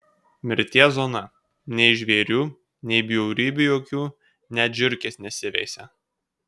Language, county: Lithuanian, Kaunas